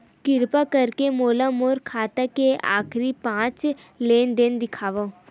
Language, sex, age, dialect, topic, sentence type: Chhattisgarhi, female, 18-24, Western/Budati/Khatahi, banking, statement